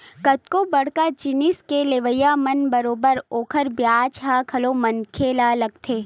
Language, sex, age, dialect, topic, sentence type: Chhattisgarhi, female, 18-24, Western/Budati/Khatahi, banking, statement